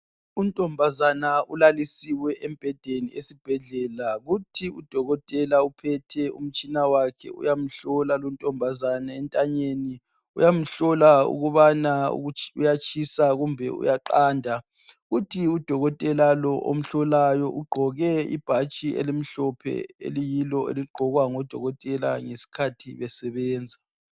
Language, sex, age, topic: North Ndebele, female, 18-24, health